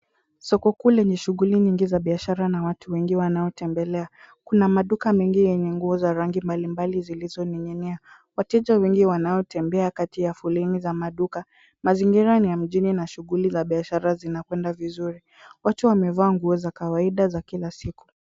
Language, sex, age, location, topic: Swahili, female, 18-24, Kisumu, finance